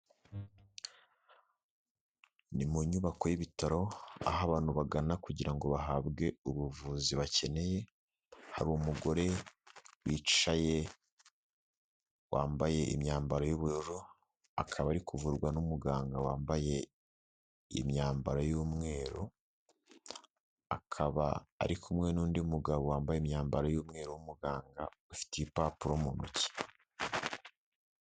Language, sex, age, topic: Kinyarwanda, male, 18-24, health